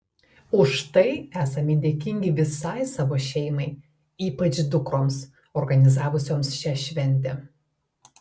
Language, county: Lithuanian, Telšiai